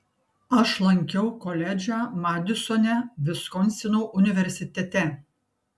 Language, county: Lithuanian, Kaunas